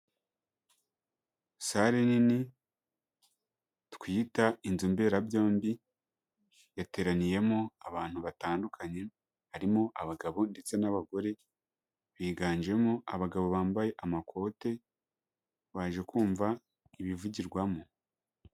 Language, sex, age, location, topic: Kinyarwanda, male, 18-24, Huye, health